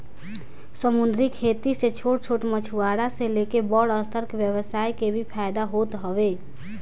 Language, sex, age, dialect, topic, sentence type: Bhojpuri, female, 18-24, Northern, agriculture, statement